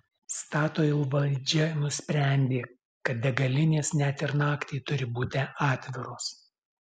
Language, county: Lithuanian, Alytus